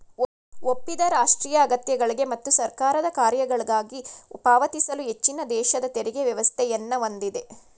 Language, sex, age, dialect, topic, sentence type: Kannada, female, 56-60, Mysore Kannada, banking, statement